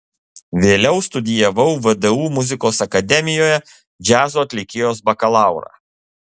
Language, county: Lithuanian, Kaunas